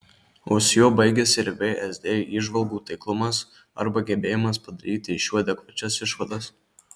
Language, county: Lithuanian, Marijampolė